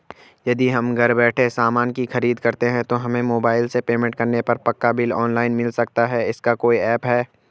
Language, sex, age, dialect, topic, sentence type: Hindi, male, 25-30, Garhwali, banking, question